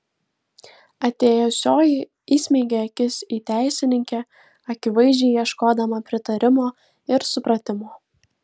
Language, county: Lithuanian, Vilnius